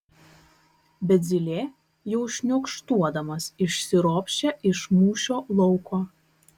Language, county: Lithuanian, Kaunas